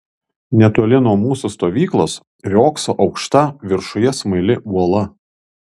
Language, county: Lithuanian, Panevėžys